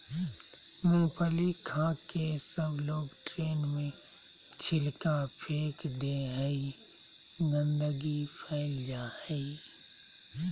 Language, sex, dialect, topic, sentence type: Magahi, male, Southern, agriculture, statement